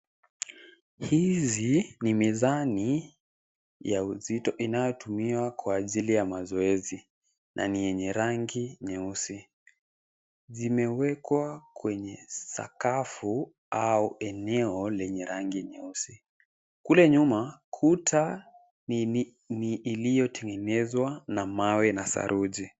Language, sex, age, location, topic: Swahili, male, 18-24, Nairobi, health